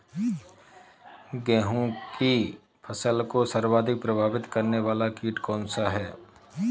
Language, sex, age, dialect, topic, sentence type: Hindi, male, 31-35, Marwari Dhudhari, agriculture, question